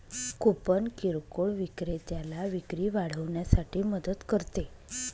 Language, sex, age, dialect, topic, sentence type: Marathi, female, 25-30, Northern Konkan, banking, statement